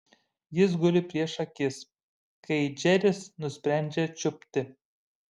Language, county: Lithuanian, Šiauliai